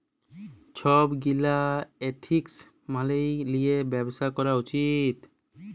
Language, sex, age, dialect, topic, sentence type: Bengali, male, 18-24, Jharkhandi, banking, statement